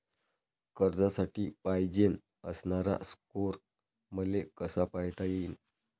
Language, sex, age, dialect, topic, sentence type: Marathi, male, 31-35, Varhadi, banking, question